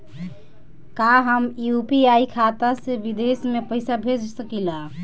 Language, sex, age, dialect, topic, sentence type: Bhojpuri, female, <18, Southern / Standard, banking, question